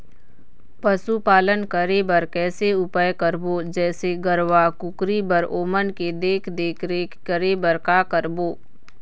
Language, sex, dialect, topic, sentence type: Chhattisgarhi, female, Eastern, agriculture, question